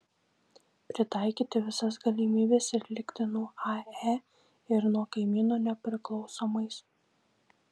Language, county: Lithuanian, Šiauliai